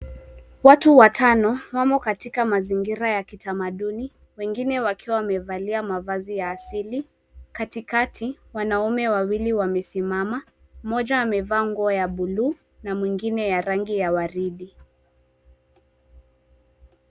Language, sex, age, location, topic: Swahili, female, 18-24, Mombasa, government